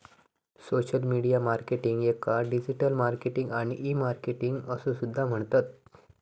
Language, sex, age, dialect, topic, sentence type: Marathi, male, 18-24, Southern Konkan, banking, statement